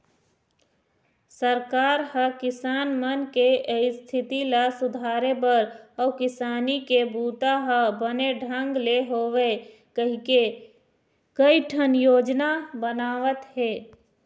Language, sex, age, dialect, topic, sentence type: Chhattisgarhi, female, 25-30, Eastern, agriculture, statement